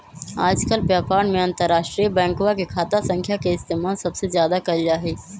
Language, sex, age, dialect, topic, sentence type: Magahi, female, 18-24, Western, banking, statement